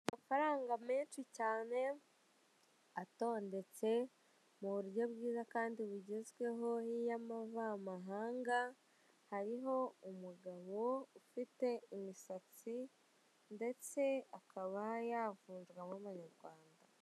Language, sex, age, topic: Kinyarwanda, female, 18-24, finance